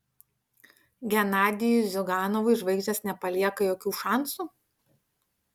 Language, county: Lithuanian, Vilnius